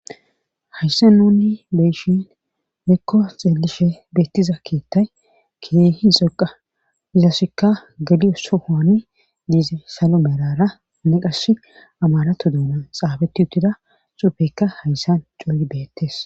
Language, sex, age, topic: Gamo, female, 18-24, government